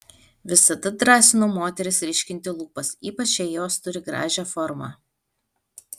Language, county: Lithuanian, Alytus